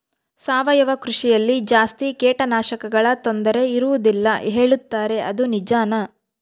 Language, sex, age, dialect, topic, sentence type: Kannada, female, 31-35, Central, agriculture, question